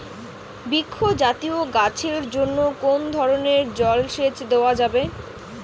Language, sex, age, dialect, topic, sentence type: Bengali, female, 18-24, Rajbangshi, agriculture, question